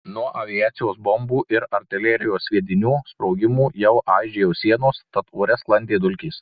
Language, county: Lithuanian, Marijampolė